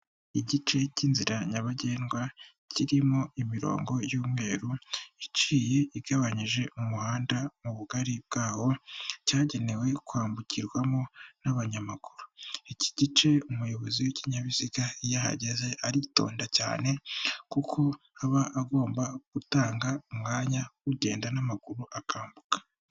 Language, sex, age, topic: Kinyarwanda, male, 18-24, government